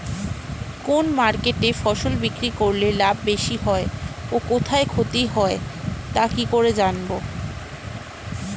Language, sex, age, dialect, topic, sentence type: Bengali, female, 18-24, Standard Colloquial, agriculture, question